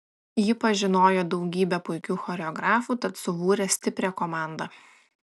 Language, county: Lithuanian, Klaipėda